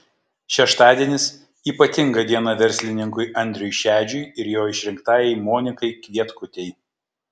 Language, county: Lithuanian, Kaunas